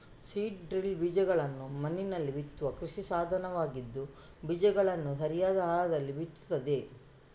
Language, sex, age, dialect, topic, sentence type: Kannada, female, 41-45, Coastal/Dakshin, agriculture, statement